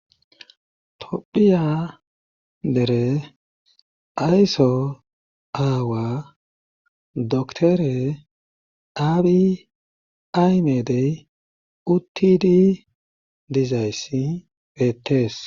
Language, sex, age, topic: Gamo, male, 36-49, government